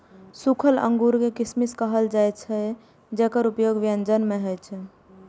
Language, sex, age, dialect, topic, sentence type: Maithili, female, 18-24, Eastern / Thethi, agriculture, statement